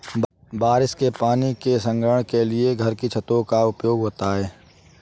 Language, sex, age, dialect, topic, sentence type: Hindi, male, 18-24, Awadhi Bundeli, agriculture, statement